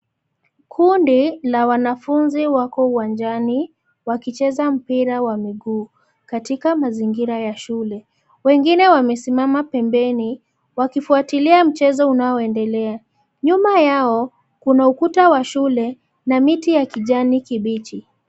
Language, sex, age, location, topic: Swahili, female, 25-35, Nairobi, education